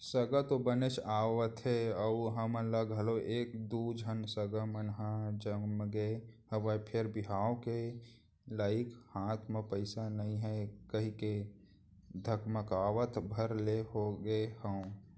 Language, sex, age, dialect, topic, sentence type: Chhattisgarhi, male, 25-30, Central, banking, statement